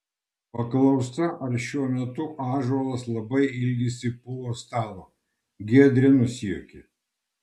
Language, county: Lithuanian, Kaunas